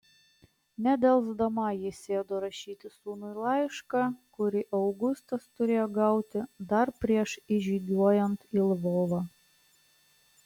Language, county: Lithuanian, Klaipėda